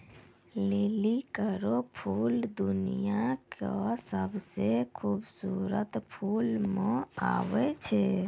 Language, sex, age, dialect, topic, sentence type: Maithili, female, 56-60, Angika, agriculture, statement